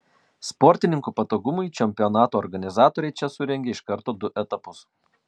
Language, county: Lithuanian, Kaunas